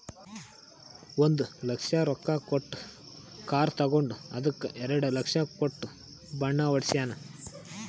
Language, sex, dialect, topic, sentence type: Kannada, male, Northeastern, banking, statement